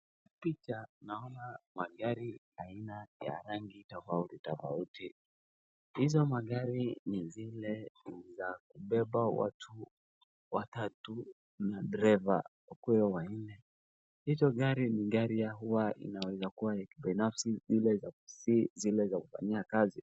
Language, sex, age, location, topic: Swahili, male, 36-49, Wajir, finance